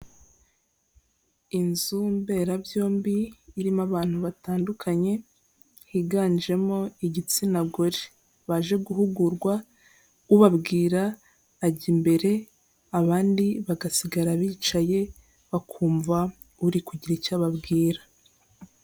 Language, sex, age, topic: Kinyarwanda, female, 18-24, health